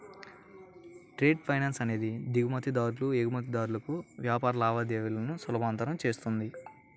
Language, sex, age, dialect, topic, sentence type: Telugu, male, 18-24, Central/Coastal, banking, statement